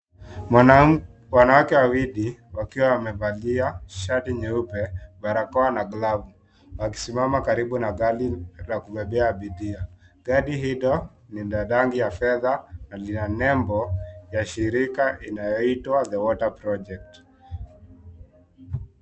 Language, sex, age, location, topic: Swahili, male, 18-24, Kisii, health